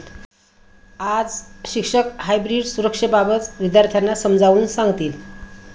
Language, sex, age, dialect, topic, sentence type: Marathi, female, 56-60, Standard Marathi, banking, statement